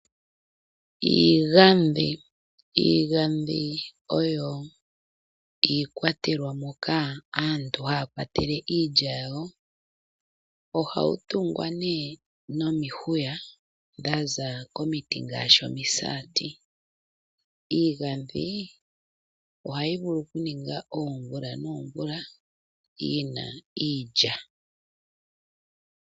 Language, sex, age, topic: Oshiwambo, female, 25-35, agriculture